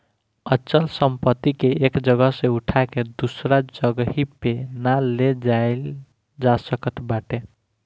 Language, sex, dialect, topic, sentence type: Bhojpuri, male, Northern, banking, statement